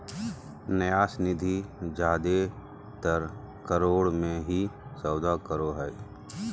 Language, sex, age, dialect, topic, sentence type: Magahi, male, 31-35, Southern, banking, statement